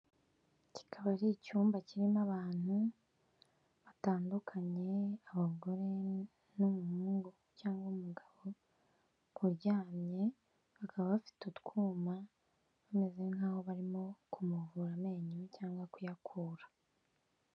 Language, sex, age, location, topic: Kinyarwanda, female, 18-24, Kigali, health